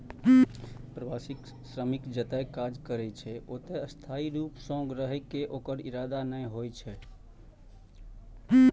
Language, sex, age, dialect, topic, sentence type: Maithili, male, 31-35, Eastern / Thethi, agriculture, statement